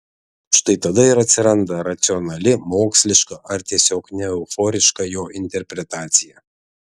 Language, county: Lithuanian, Vilnius